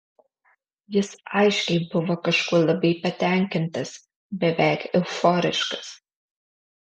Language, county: Lithuanian, Alytus